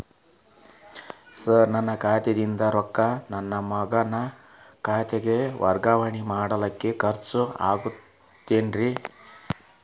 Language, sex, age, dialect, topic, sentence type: Kannada, male, 36-40, Dharwad Kannada, banking, question